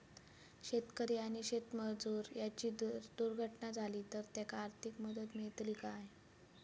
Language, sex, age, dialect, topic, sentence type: Marathi, female, 18-24, Southern Konkan, agriculture, question